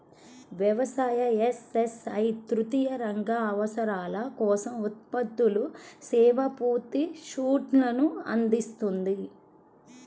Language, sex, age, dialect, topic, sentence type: Telugu, female, 31-35, Central/Coastal, banking, statement